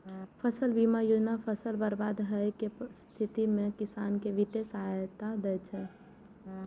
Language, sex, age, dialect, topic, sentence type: Maithili, female, 18-24, Eastern / Thethi, agriculture, statement